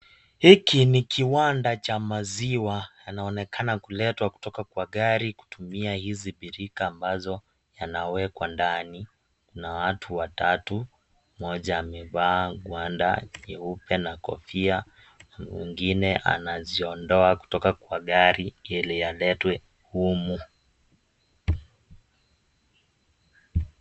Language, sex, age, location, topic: Swahili, male, 18-24, Kisii, agriculture